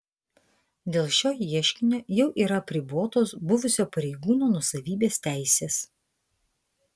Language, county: Lithuanian, Vilnius